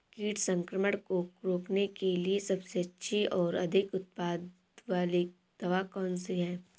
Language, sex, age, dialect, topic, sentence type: Hindi, female, 18-24, Awadhi Bundeli, agriculture, question